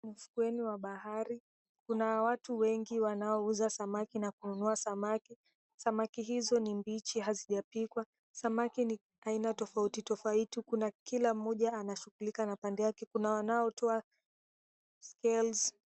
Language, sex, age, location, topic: Swahili, female, 18-24, Mombasa, agriculture